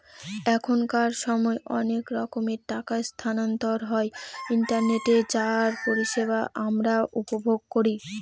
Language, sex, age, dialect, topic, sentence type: Bengali, female, 60-100, Northern/Varendri, banking, statement